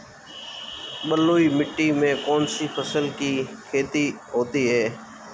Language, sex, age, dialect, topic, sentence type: Hindi, male, 18-24, Marwari Dhudhari, agriculture, question